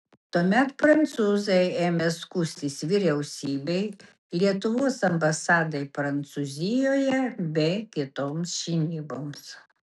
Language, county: Lithuanian, Kaunas